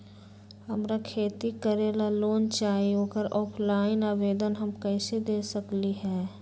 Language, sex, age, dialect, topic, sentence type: Magahi, female, 18-24, Western, banking, question